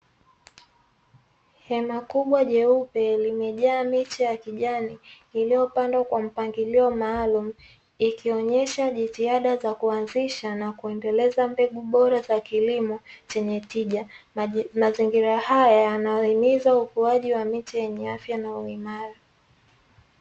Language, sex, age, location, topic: Swahili, female, 18-24, Dar es Salaam, agriculture